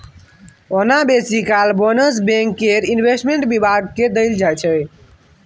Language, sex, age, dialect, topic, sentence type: Maithili, male, 25-30, Bajjika, banking, statement